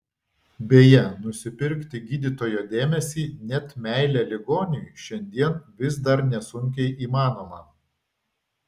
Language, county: Lithuanian, Vilnius